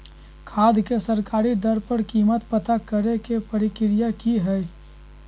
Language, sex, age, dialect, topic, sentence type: Magahi, male, 41-45, Southern, agriculture, question